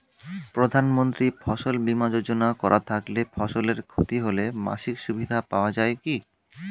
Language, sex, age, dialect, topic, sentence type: Bengali, male, 25-30, Standard Colloquial, agriculture, question